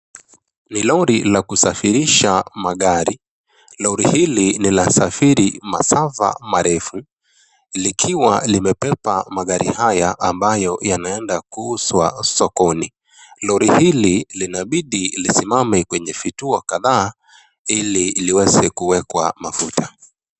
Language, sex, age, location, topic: Swahili, male, 25-35, Nakuru, finance